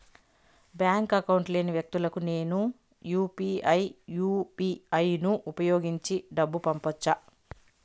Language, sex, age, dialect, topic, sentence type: Telugu, female, 51-55, Southern, banking, question